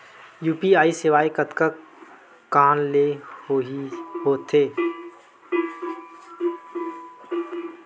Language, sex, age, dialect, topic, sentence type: Chhattisgarhi, male, 25-30, Western/Budati/Khatahi, banking, question